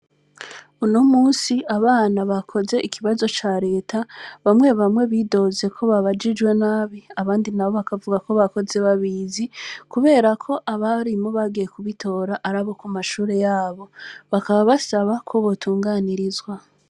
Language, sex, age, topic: Rundi, female, 25-35, education